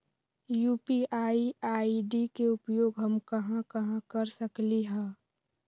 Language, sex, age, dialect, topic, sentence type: Magahi, female, 18-24, Western, banking, question